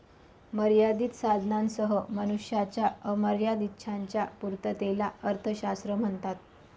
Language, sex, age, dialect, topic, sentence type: Marathi, female, 25-30, Northern Konkan, banking, statement